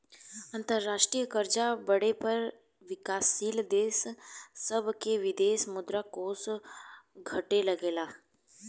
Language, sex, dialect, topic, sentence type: Bhojpuri, female, Southern / Standard, banking, statement